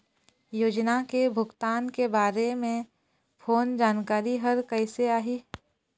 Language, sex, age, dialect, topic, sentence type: Chhattisgarhi, female, 25-30, Eastern, banking, question